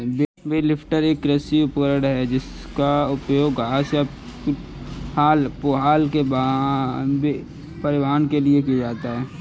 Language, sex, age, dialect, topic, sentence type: Hindi, male, 25-30, Kanauji Braj Bhasha, agriculture, statement